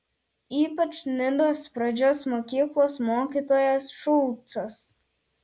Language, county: Lithuanian, Telšiai